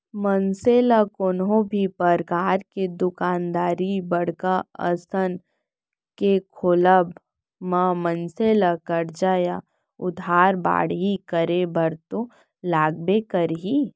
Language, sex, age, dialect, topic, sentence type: Chhattisgarhi, female, 18-24, Central, banking, statement